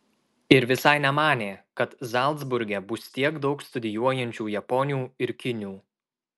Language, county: Lithuanian, Marijampolė